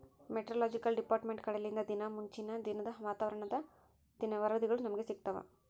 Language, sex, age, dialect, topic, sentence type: Kannada, female, 56-60, Central, agriculture, statement